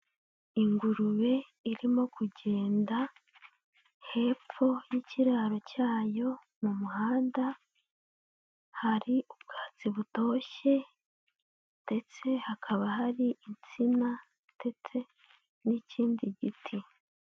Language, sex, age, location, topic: Kinyarwanda, female, 18-24, Huye, agriculture